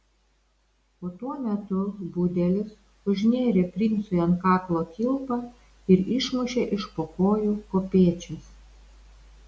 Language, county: Lithuanian, Vilnius